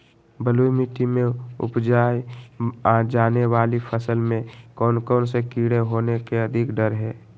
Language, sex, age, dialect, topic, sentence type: Magahi, male, 18-24, Western, agriculture, question